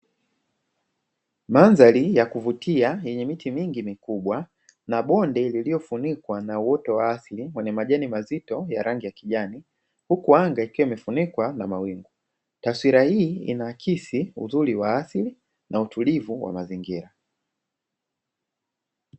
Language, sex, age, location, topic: Swahili, male, 25-35, Dar es Salaam, agriculture